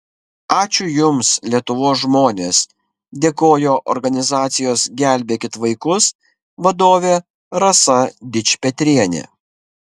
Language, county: Lithuanian, Kaunas